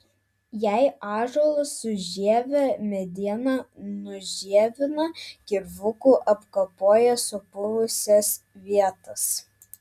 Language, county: Lithuanian, Vilnius